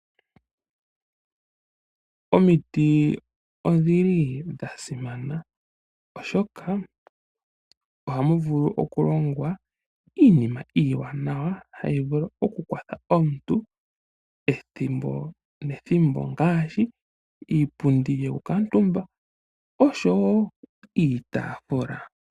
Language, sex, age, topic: Oshiwambo, male, 25-35, finance